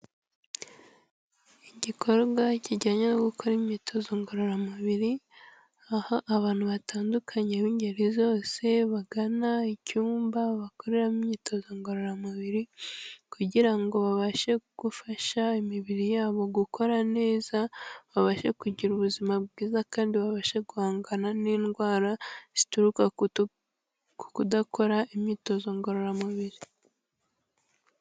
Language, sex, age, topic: Kinyarwanda, female, 18-24, health